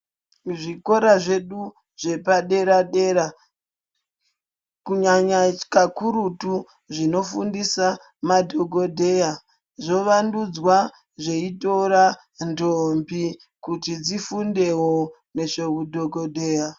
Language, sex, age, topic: Ndau, female, 25-35, education